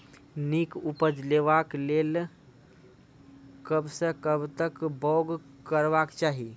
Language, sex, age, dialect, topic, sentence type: Maithili, male, 18-24, Angika, agriculture, question